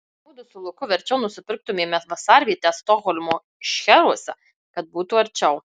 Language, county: Lithuanian, Marijampolė